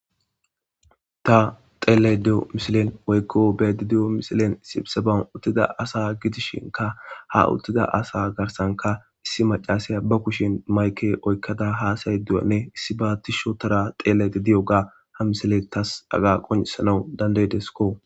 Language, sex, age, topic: Gamo, male, 25-35, government